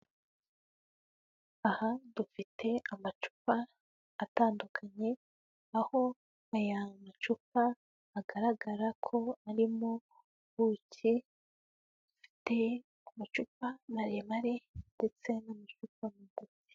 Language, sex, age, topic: Kinyarwanda, female, 18-24, health